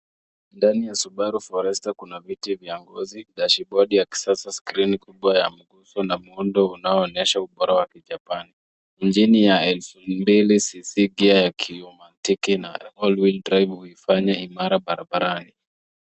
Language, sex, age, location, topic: Swahili, female, 25-35, Nairobi, finance